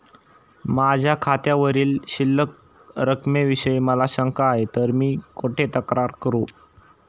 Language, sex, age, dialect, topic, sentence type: Marathi, male, 18-24, Standard Marathi, banking, question